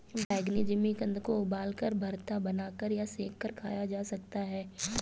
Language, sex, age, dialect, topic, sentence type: Hindi, female, 25-30, Awadhi Bundeli, agriculture, statement